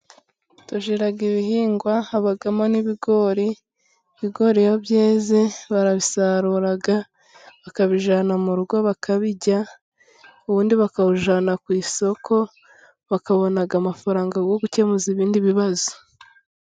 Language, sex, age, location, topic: Kinyarwanda, female, 25-35, Musanze, agriculture